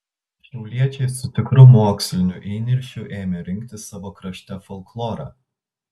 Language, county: Lithuanian, Telšiai